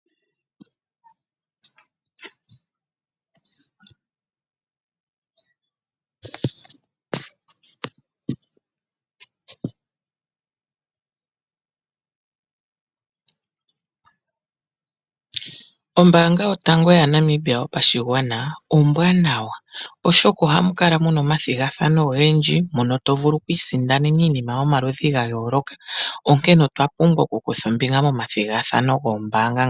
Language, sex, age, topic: Oshiwambo, female, 25-35, finance